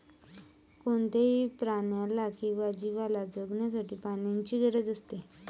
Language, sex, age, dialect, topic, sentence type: Marathi, male, 18-24, Varhadi, agriculture, statement